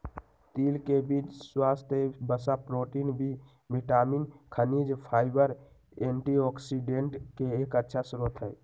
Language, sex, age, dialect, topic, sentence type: Magahi, male, 18-24, Western, agriculture, statement